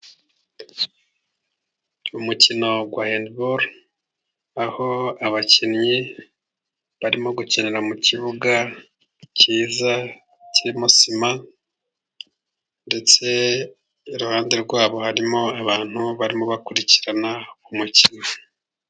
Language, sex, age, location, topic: Kinyarwanda, male, 50+, Musanze, government